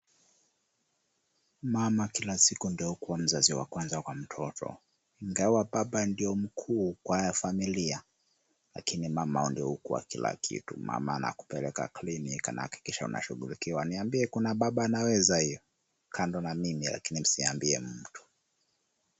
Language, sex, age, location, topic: Swahili, male, 25-35, Kisumu, health